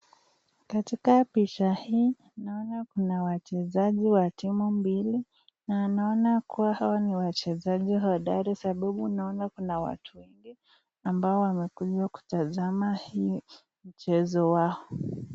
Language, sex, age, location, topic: Swahili, female, 18-24, Nakuru, government